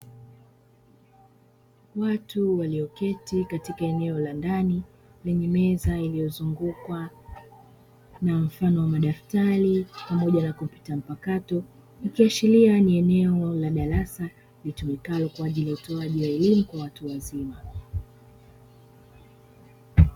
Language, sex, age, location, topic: Swahili, female, 25-35, Dar es Salaam, education